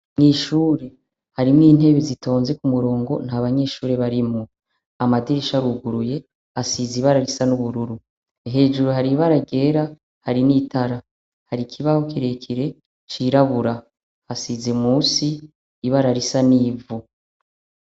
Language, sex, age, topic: Rundi, female, 36-49, education